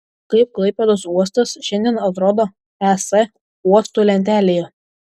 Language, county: Lithuanian, Šiauliai